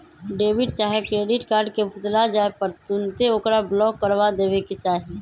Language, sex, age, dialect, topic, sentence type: Magahi, male, 25-30, Western, banking, statement